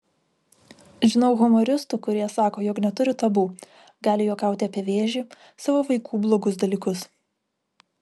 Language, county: Lithuanian, Vilnius